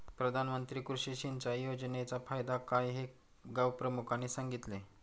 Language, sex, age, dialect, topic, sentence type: Marathi, male, 46-50, Standard Marathi, agriculture, statement